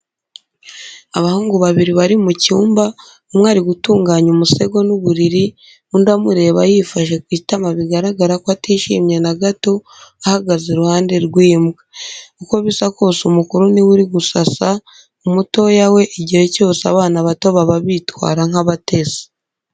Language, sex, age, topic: Kinyarwanda, female, 25-35, education